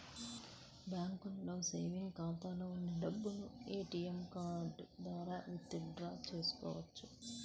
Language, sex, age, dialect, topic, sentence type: Telugu, female, 46-50, Central/Coastal, banking, statement